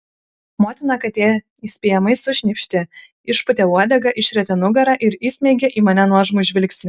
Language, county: Lithuanian, Kaunas